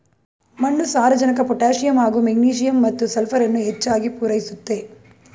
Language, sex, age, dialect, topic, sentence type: Kannada, female, 36-40, Mysore Kannada, agriculture, statement